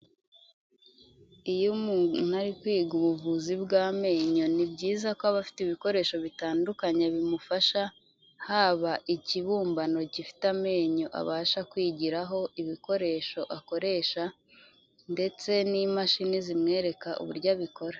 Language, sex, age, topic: Kinyarwanda, female, 25-35, health